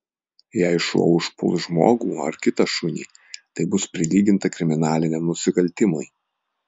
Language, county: Lithuanian, Vilnius